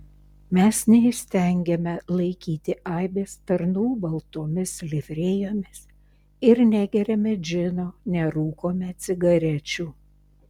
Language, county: Lithuanian, Šiauliai